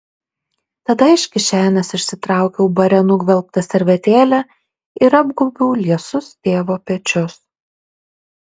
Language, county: Lithuanian, Šiauliai